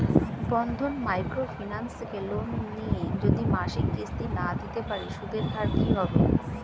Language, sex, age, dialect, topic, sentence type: Bengali, female, 36-40, Standard Colloquial, banking, question